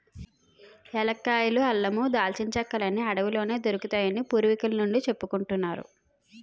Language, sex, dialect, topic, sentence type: Telugu, female, Utterandhra, agriculture, statement